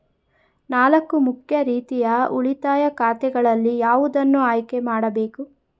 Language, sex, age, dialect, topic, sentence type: Kannada, female, 31-35, Mysore Kannada, banking, question